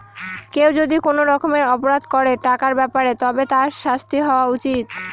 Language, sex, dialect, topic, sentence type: Bengali, female, Northern/Varendri, banking, statement